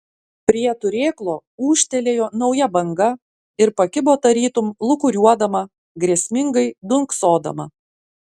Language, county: Lithuanian, Klaipėda